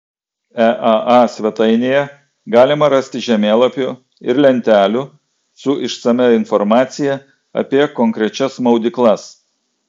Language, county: Lithuanian, Klaipėda